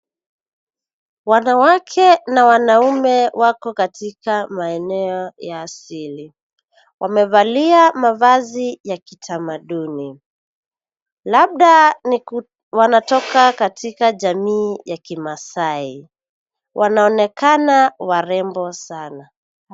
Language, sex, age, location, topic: Swahili, female, 18-24, Nairobi, government